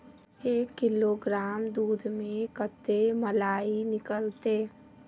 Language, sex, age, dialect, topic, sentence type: Magahi, female, 25-30, Northeastern/Surjapuri, agriculture, question